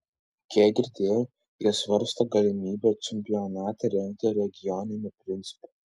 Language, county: Lithuanian, Vilnius